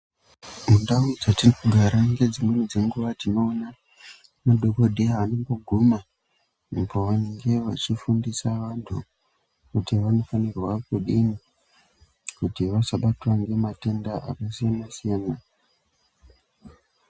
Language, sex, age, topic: Ndau, male, 25-35, health